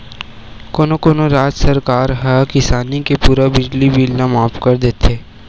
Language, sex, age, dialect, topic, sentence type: Chhattisgarhi, male, 25-30, Western/Budati/Khatahi, agriculture, statement